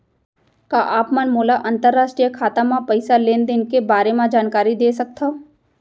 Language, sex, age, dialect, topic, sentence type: Chhattisgarhi, female, 25-30, Central, banking, question